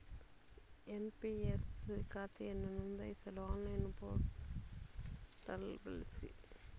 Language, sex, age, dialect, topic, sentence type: Kannada, female, 41-45, Coastal/Dakshin, banking, statement